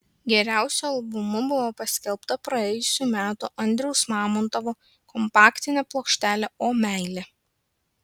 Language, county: Lithuanian, Klaipėda